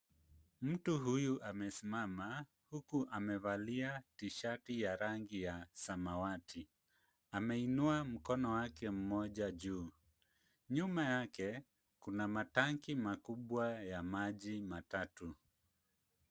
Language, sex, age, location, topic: Swahili, male, 25-35, Kisumu, health